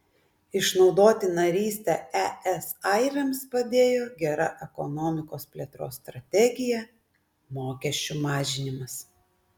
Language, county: Lithuanian, Klaipėda